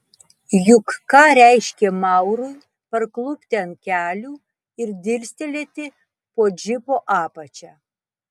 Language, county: Lithuanian, Tauragė